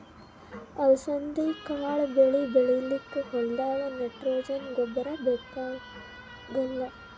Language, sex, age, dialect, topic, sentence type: Kannada, female, 18-24, Northeastern, agriculture, statement